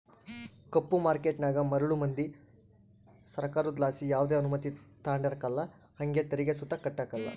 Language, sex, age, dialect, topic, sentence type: Kannada, female, 18-24, Central, banking, statement